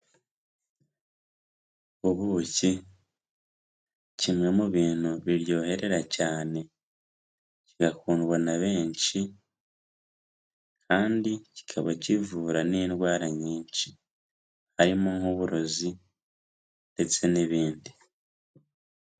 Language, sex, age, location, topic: Kinyarwanda, female, 18-24, Kigali, health